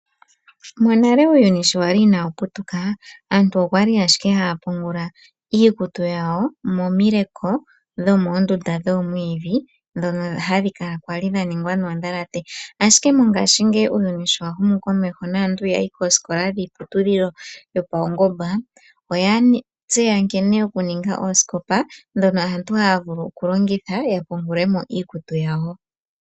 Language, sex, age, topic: Oshiwambo, male, 18-24, finance